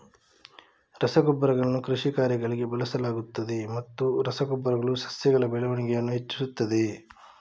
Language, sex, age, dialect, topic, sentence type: Kannada, male, 25-30, Coastal/Dakshin, agriculture, question